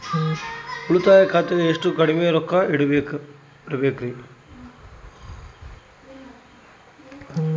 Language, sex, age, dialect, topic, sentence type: Kannada, male, 31-35, Central, banking, question